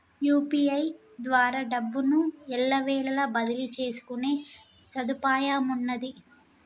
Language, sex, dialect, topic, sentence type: Telugu, female, Telangana, banking, statement